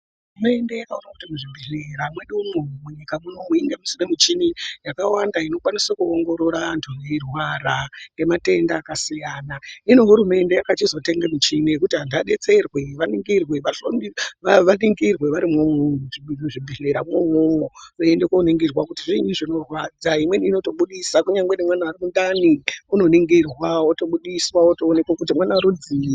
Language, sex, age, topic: Ndau, female, 36-49, health